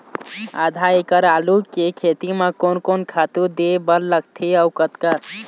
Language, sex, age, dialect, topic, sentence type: Chhattisgarhi, male, 18-24, Eastern, agriculture, question